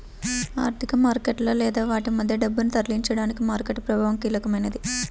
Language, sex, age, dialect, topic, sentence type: Telugu, male, 36-40, Central/Coastal, banking, statement